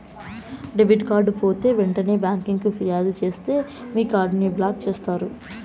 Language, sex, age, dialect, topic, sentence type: Telugu, female, 18-24, Southern, banking, statement